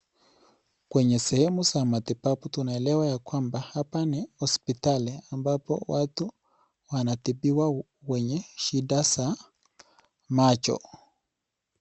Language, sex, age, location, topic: Swahili, male, 18-24, Nakuru, health